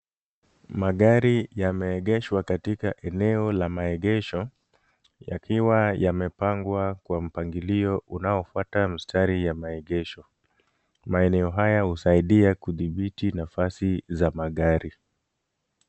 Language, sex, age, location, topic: Swahili, male, 25-35, Kisumu, finance